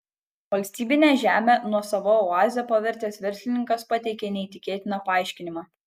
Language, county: Lithuanian, Kaunas